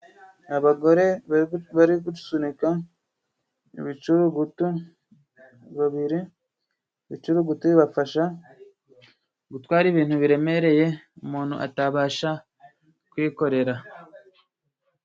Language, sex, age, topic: Kinyarwanda, male, 25-35, government